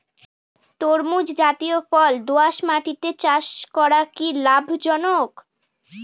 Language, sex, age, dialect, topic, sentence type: Bengali, female, <18, Northern/Varendri, agriculture, question